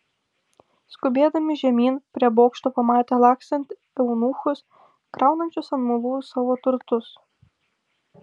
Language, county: Lithuanian, Vilnius